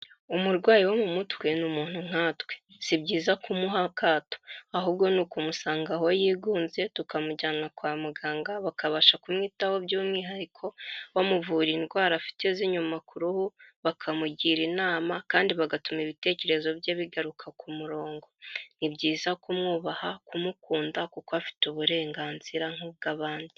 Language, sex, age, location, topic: Kinyarwanda, female, 25-35, Kigali, health